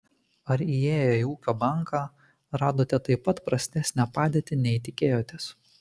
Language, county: Lithuanian, Kaunas